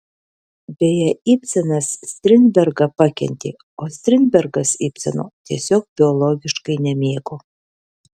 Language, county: Lithuanian, Alytus